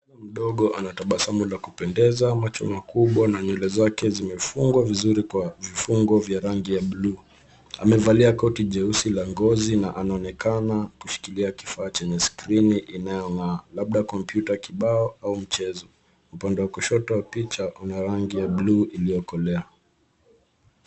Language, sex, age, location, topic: Swahili, male, 18-24, Nairobi, education